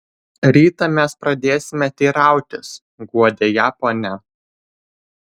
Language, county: Lithuanian, Vilnius